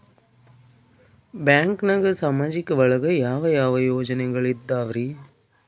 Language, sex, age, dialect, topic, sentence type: Kannada, female, 41-45, Northeastern, banking, question